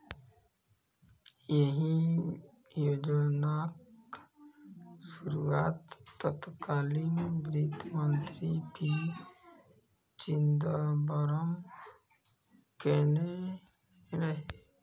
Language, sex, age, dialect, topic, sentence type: Maithili, male, 25-30, Eastern / Thethi, banking, statement